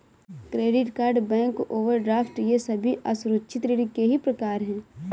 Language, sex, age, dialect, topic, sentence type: Hindi, female, 18-24, Awadhi Bundeli, banking, statement